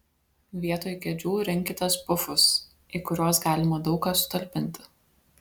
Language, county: Lithuanian, Vilnius